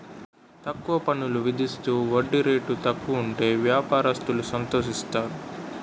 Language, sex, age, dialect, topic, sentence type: Telugu, male, 18-24, Utterandhra, banking, statement